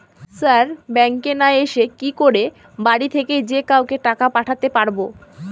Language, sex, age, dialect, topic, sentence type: Bengali, female, 18-24, Northern/Varendri, banking, question